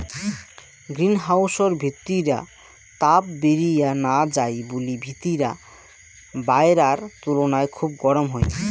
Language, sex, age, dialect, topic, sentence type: Bengali, male, 25-30, Rajbangshi, agriculture, statement